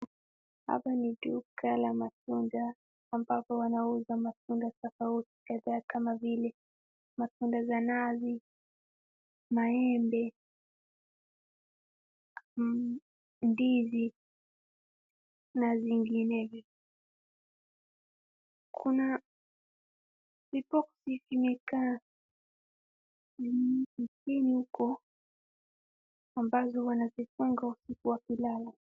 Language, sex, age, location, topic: Swahili, female, 18-24, Wajir, finance